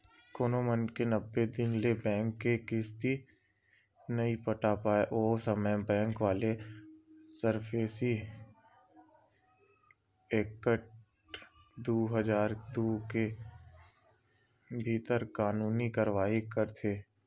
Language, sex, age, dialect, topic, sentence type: Chhattisgarhi, male, 18-24, Western/Budati/Khatahi, banking, statement